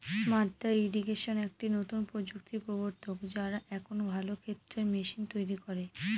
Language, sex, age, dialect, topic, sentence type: Bengali, female, 18-24, Northern/Varendri, agriculture, statement